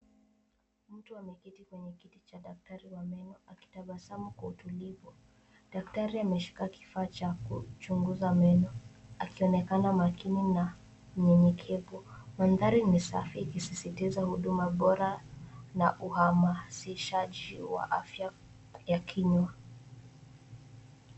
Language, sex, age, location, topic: Swahili, female, 18-24, Nairobi, health